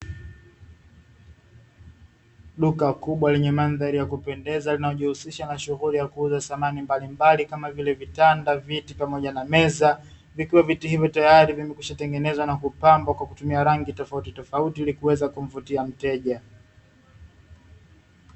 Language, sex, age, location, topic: Swahili, male, 25-35, Dar es Salaam, finance